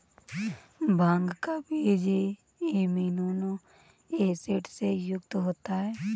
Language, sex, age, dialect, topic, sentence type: Hindi, female, 18-24, Awadhi Bundeli, agriculture, statement